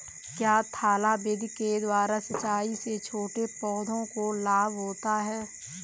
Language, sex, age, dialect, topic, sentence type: Hindi, female, 18-24, Kanauji Braj Bhasha, agriculture, question